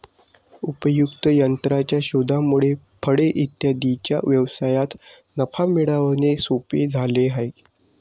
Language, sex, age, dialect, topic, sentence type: Marathi, male, 60-100, Standard Marathi, agriculture, statement